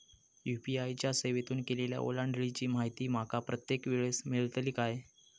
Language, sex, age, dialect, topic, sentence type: Marathi, male, 31-35, Southern Konkan, banking, question